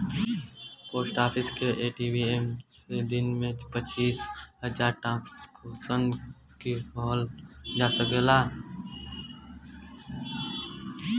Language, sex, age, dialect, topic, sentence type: Bhojpuri, male, 18-24, Western, banking, statement